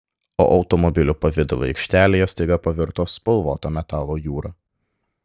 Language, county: Lithuanian, Klaipėda